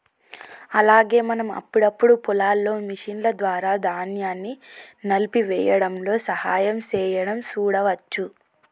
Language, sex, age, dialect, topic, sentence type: Telugu, female, 18-24, Telangana, agriculture, statement